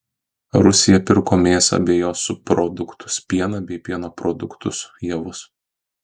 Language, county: Lithuanian, Kaunas